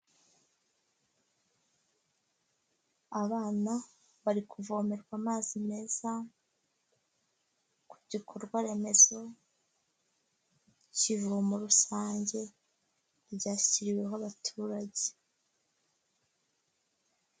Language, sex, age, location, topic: Kinyarwanda, female, 18-24, Huye, health